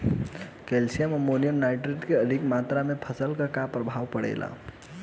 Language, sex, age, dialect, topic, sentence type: Bhojpuri, male, 18-24, Southern / Standard, agriculture, question